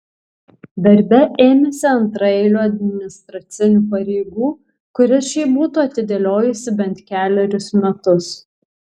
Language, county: Lithuanian, Kaunas